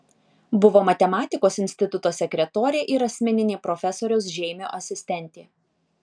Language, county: Lithuanian, Alytus